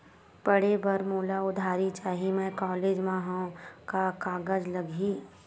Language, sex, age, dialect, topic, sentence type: Chhattisgarhi, female, 51-55, Western/Budati/Khatahi, banking, question